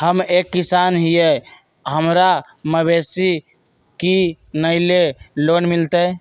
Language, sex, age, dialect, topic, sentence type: Magahi, male, 18-24, Western, banking, question